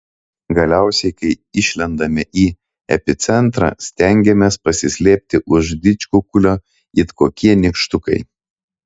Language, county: Lithuanian, Telšiai